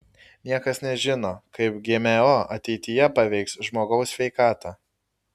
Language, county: Lithuanian, Kaunas